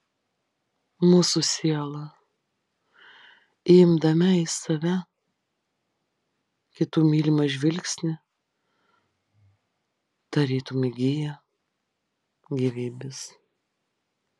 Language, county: Lithuanian, Vilnius